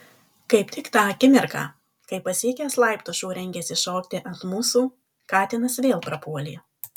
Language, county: Lithuanian, Alytus